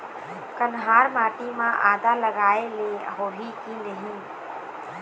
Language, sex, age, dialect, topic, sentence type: Chhattisgarhi, female, 51-55, Eastern, agriculture, question